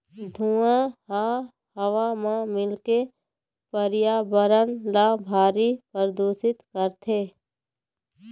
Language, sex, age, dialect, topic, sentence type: Chhattisgarhi, female, 60-100, Eastern, agriculture, statement